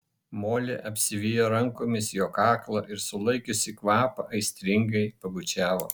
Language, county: Lithuanian, Šiauliai